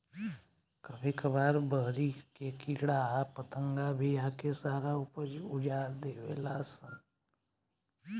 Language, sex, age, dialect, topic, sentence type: Bhojpuri, male, 18-24, Southern / Standard, agriculture, statement